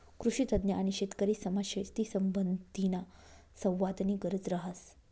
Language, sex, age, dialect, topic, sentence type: Marathi, female, 46-50, Northern Konkan, agriculture, statement